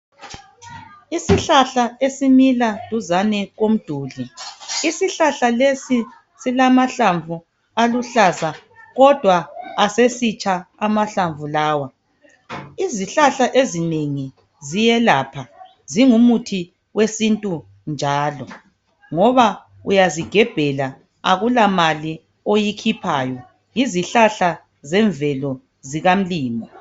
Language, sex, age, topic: North Ndebele, female, 36-49, health